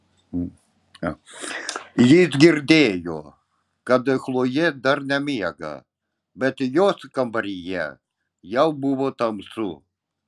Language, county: Lithuanian, Klaipėda